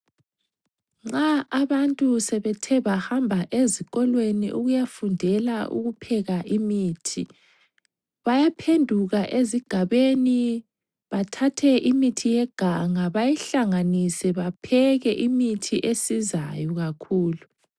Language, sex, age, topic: North Ndebele, female, 25-35, health